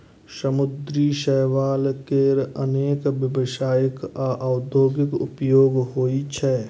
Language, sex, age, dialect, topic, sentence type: Maithili, male, 18-24, Eastern / Thethi, agriculture, statement